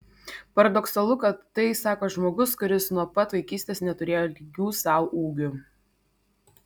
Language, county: Lithuanian, Vilnius